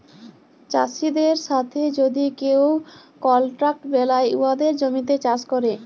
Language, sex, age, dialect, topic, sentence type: Bengali, female, 18-24, Jharkhandi, agriculture, statement